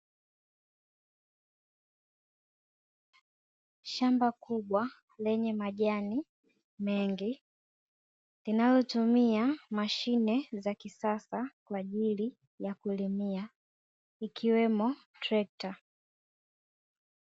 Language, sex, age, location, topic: Swahili, female, 18-24, Dar es Salaam, agriculture